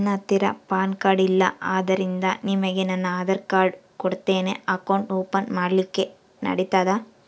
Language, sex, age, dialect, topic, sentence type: Kannada, female, 18-24, Central, banking, question